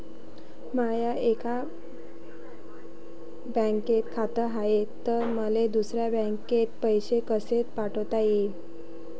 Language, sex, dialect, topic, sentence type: Marathi, female, Varhadi, banking, question